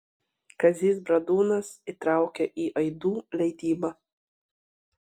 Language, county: Lithuanian, Panevėžys